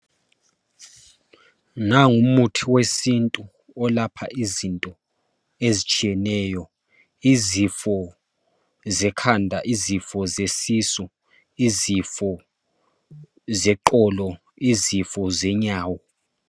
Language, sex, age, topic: North Ndebele, male, 25-35, health